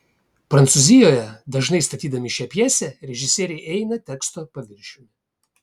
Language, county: Lithuanian, Kaunas